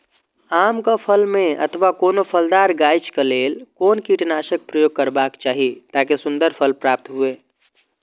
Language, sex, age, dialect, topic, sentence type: Maithili, male, 25-30, Eastern / Thethi, agriculture, question